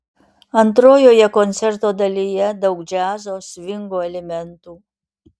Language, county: Lithuanian, Alytus